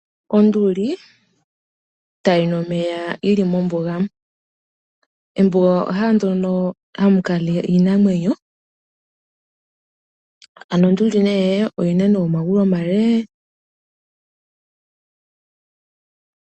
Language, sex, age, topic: Oshiwambo, female, 25-35, agriculture